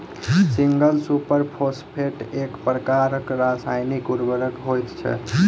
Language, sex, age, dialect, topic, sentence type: Maithili, male, 25-30, Southern/Standard, agriculture, statement